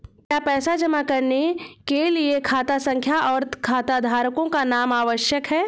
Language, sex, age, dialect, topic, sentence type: Hindi, female, 36-40, Awadhi Bundeli, banking, question